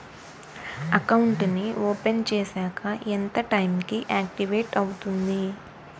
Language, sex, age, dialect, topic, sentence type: Telugu, female, 18-24, Utterandhra, banking, question